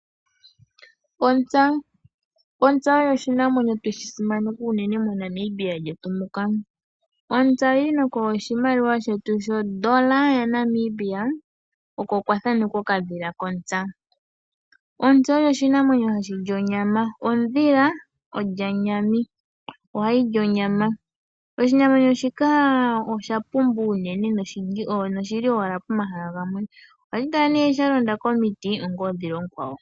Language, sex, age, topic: Oshiwambo, female, 18-24, agriculture